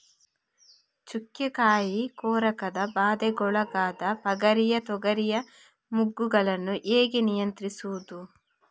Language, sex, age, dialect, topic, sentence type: Kannada, female, 41-45, Coastal/Dakshin, agriculture, question